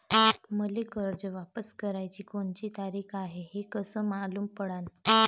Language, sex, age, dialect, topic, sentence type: Marathi, female, 31-35, Varhadi, banking, question